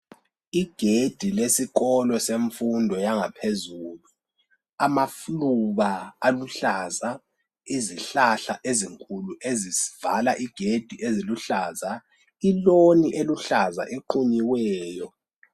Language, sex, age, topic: North Ndebele, male, 18-24, education